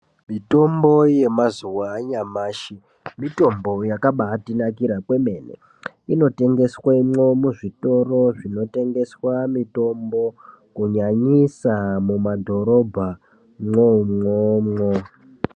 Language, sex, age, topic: Ndau, female, 18-24, health